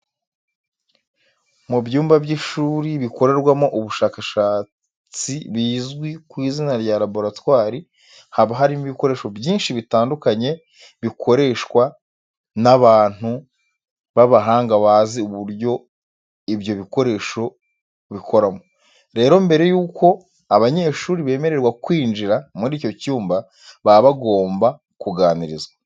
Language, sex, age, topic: Kinyarwanda, male, 25-35, education